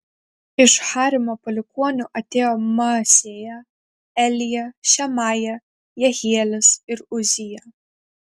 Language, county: Lithuanian, Kaunas